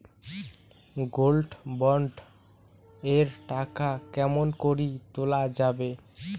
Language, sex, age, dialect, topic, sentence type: Bengali, male, 18-24, Rajbangshi, banking, question